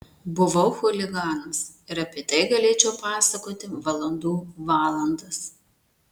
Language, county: Lithuanian, Marijampolė